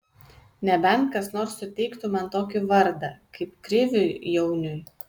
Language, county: Lithuanian, Kaunas